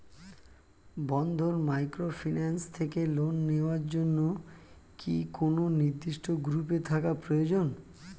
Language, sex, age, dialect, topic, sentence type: Bengali, male, 36-40, Standard Colloquial, banking, question